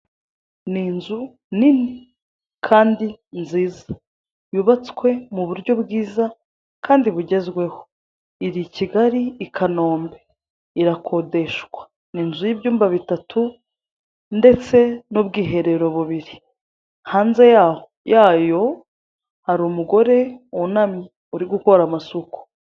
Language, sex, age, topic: Kinyarwanda, female, 25-35, finance